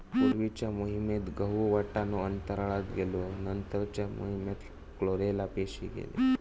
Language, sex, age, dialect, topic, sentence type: Marathi, male, 18-24, Southern Konkan, agriculture, statement